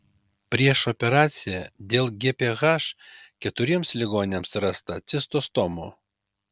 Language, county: Lithuanian, Kaunas